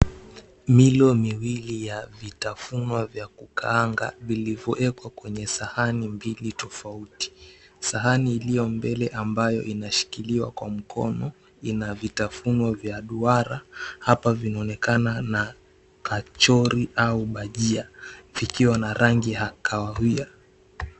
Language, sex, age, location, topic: Swahili, male, 18-24, Mombasa, agriculture